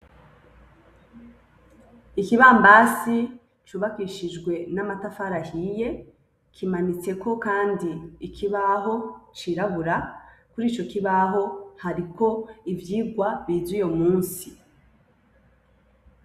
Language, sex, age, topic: Rundi, female, 25-35, education